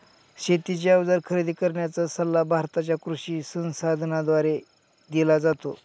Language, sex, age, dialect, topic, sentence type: Marathi, male, 51-55, Northern Konkan, agriculture, statement